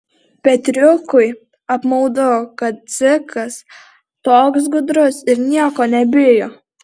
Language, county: Lithuanian, Alytus